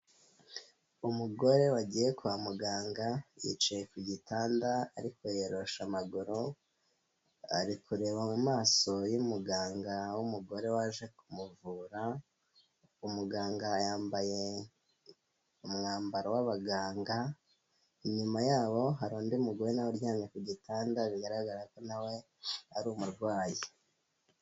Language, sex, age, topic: Kinyarwanda, male, 18-24, health